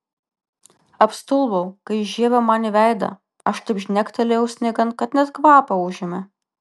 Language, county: Lithuanian, Vilnius